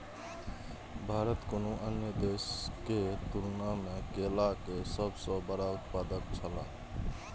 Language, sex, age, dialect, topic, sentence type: Maithili, male, 25-30, Eastern / Thethi, agriculture, statement